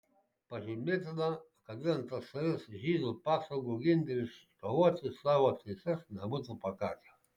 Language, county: Lithuanian, Šiauliai